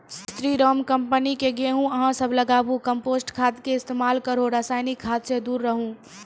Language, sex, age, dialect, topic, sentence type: Maithili, female, 18-24, Angika, agriculture, question